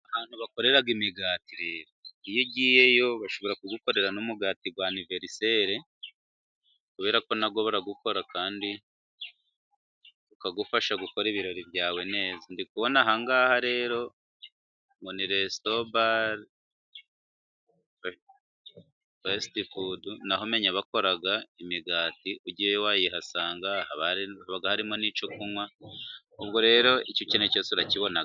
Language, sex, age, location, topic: Kinyarwanda, male, 36-49, Musanze, finance